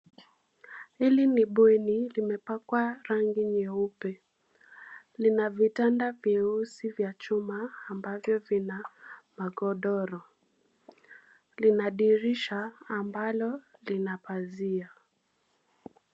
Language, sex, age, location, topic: Swahili, female, 25-35, Nairobi, education